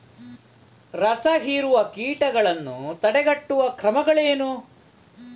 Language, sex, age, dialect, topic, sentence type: Kannada, male, 41-45, Coastal/Dakshin, agriculture, question